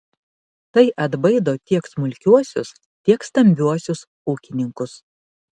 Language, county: Lithuanian, Panevėžys